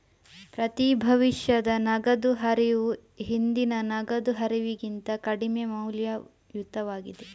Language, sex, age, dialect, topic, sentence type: Kannada, female, 25-30, Coastal/Dakshin, banking, statement